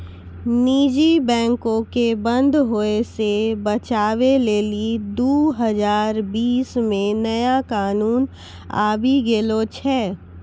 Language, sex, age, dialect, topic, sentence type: Maithili, female, 41-45, Angika, banking, statement